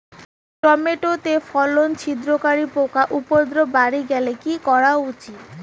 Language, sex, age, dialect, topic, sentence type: Bengali, female, 18-24, Rajbangshi, agriculture, question